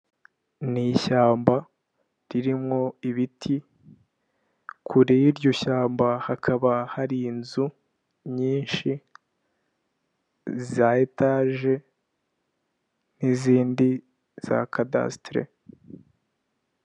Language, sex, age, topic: Kinyarwanda, male, 18-24, government